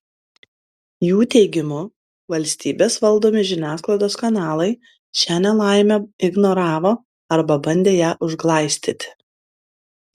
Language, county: Lithuanian, Klaipėda